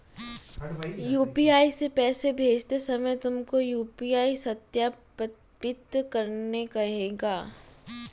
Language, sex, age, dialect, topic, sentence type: Hindi, female, 18-24, Marwari Dhudhari, banking, statement